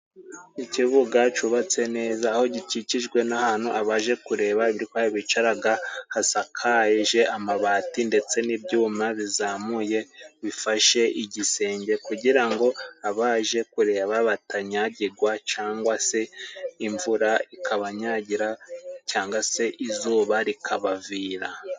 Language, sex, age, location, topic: Kinyarwanda, male, 25-35, Musanze, government